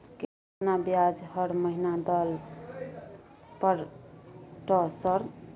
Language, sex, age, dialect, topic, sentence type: Maithili, female, 18-24, Bajjika, banking, question